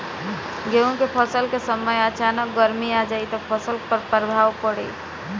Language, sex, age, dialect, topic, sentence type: Bhojpuri, male, 18-24, Northern, agriculture, question